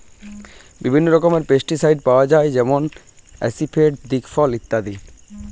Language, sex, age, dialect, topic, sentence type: Bengali, male, 25-30, Standard Colloquial, agriculture, statement